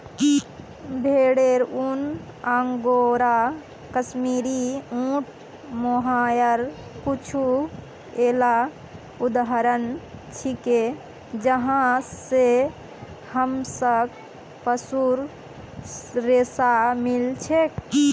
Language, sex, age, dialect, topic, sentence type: Magahi, female, 18-24, Northeastern/Surjapuri, agriculture, statement